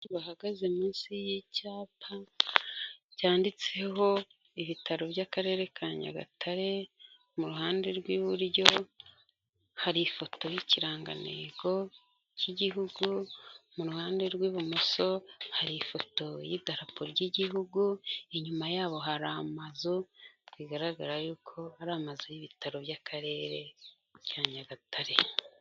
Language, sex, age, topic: Kinyarwanda, female, 25-35, health